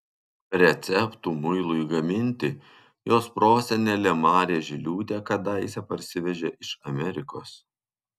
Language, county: Lithuanian, Kaunas